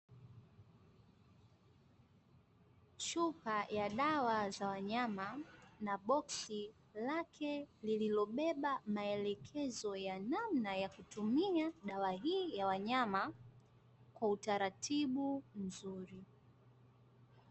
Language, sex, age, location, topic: Swahili, female, 25-35, Dar es Salaam, agriculture